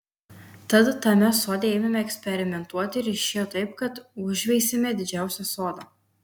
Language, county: Lithuanian, Kaunas